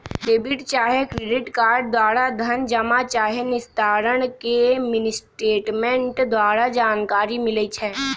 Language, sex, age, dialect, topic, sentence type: Magahi, male, 18-24, Western, banking, statement